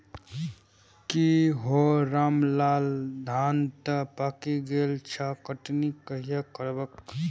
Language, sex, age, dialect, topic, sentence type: Maithili, male, 18-24, Eastern / Thethi, agriculture, statement